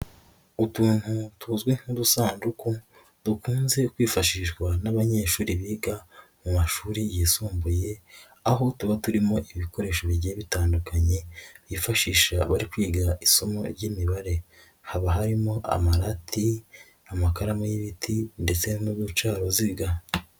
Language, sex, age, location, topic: Kinyarwanda, female, 25-35, Nyagatare, education